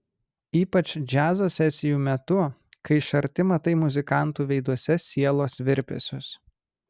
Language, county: Lithuanian, Kaunas